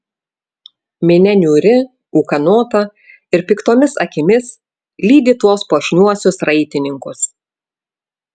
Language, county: Lithuanian, Vilnius